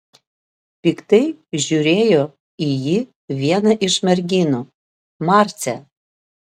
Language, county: Lithuanian, Vilnius